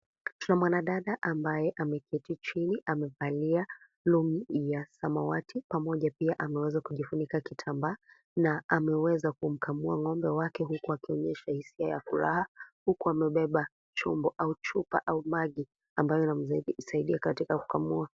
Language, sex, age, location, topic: Swahili, female, 25-35, Kisii, agriculture